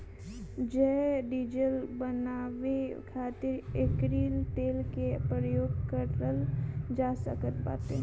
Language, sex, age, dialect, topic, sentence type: Bhojpuri, female, 18-24, Northern, agriculture, statement